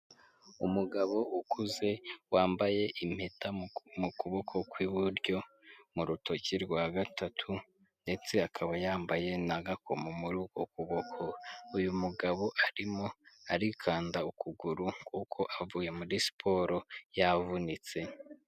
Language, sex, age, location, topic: Kinyarwanda, male, 18-24, Huye, health